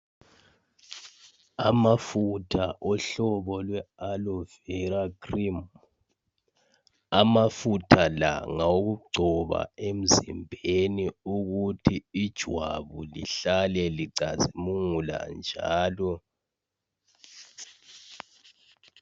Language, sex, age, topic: North Ndebele, male, 25-35, health